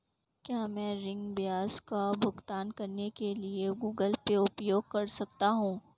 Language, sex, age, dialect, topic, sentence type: Hindi, female, 18-24, Marwari Dhudhari, banking, question